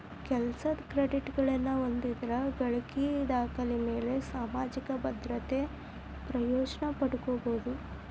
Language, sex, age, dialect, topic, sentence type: Kannada, female, 25-30, Dharwad Kannada, banking, statement